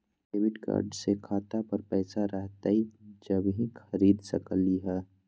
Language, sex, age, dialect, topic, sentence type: Magahi, male, 18-24, Western, banking, question